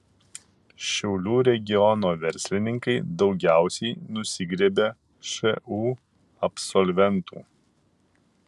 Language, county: Lithuanian, Kaunas